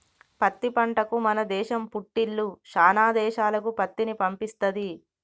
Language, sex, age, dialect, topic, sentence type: Telugu, female, 31-35, Telangana, agriculture, statement